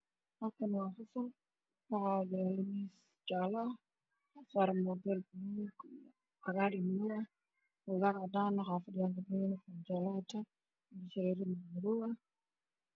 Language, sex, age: Somali, female, 25-35